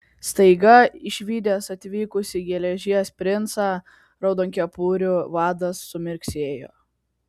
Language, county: Lithuanian, Kaunas